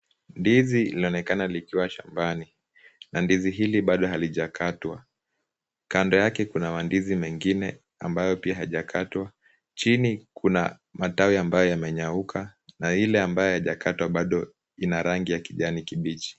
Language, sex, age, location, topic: Swahili, male, 18-24, Kisumu, agriculture